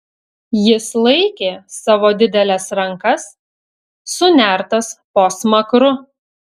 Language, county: Lithuanian, Telšiai